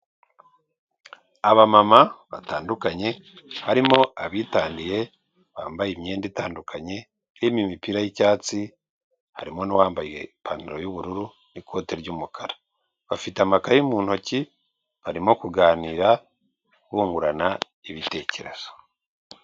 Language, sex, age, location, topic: Kinyarwanda, male, 36-49, Kigali, government